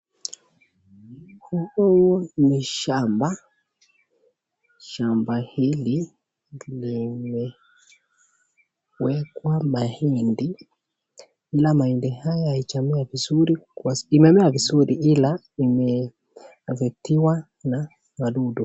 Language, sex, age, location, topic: Swahili, male, 18-24, Nakuru, agriculture